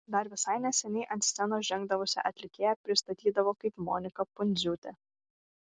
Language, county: Lithuanian, Vilnius